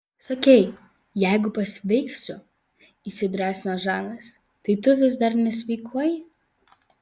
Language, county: Lithuanian, Vilnius